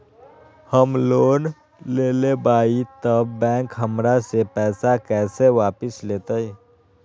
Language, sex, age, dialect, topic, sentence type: Magahi, male, 18-24, Western, banking, question